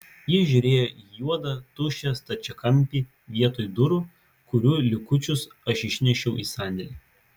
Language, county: Lithuanian, Vilnius